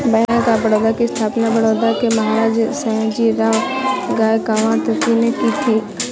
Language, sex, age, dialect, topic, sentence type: Hindi, female, 56-60, Awadhi Bundeli, banking, statement